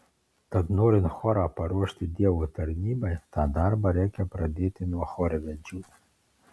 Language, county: Lithuanian, Marijampolė